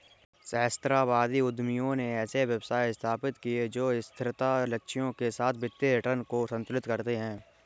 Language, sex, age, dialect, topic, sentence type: Hindi, male, 18-24, Kanauji Braj Bhasha, banking, statement